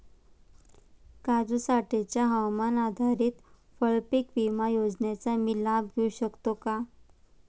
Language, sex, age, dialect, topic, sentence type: Marathi, female, 25-30, Standard Marathi, agriculture, question